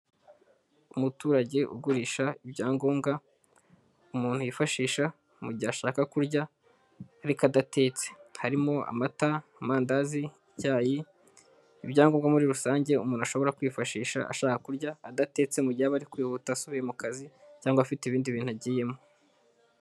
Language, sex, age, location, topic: Kinyarwanda, male, 18-24, Huye, finance